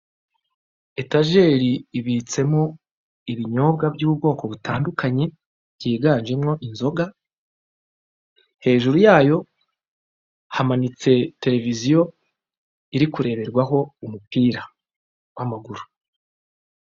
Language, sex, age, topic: Kinyarwanda, male, 36-49, finance